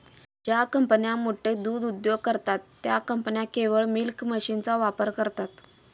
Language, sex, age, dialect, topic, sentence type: Marathi, female, 25-30, Standard Marathi, agriculture, statement